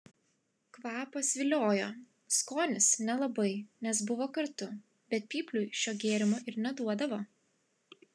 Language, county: Lithuanian, Klaipėda